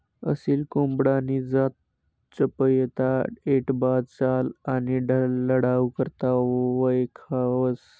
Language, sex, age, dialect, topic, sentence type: Marathi, male, 18-24, Northern Konkan, agriculture, statement